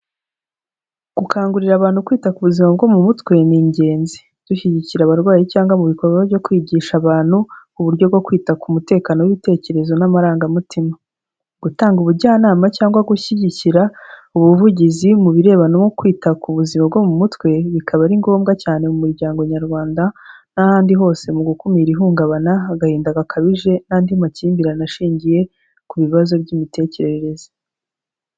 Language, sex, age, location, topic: Kinyarwanda, female, 25-35, Kigali, health